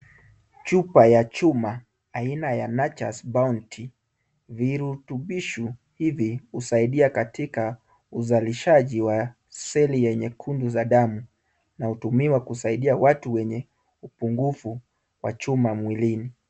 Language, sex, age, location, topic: Swahili, male, 25-35, Kisumu, health